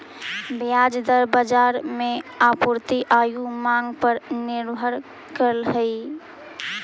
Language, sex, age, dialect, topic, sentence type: Magahi, male, 31-35, Central/Standard, agriculture, statement